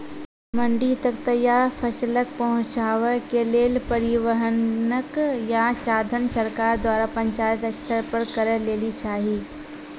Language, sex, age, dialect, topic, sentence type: Maithili, female, 25-30, Angika, agriculture, question